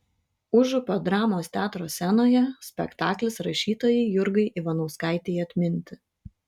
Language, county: Lithuanian, Šiauliai